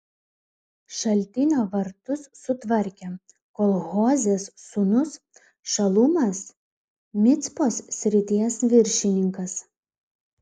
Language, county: Lithuanian, Klaipėda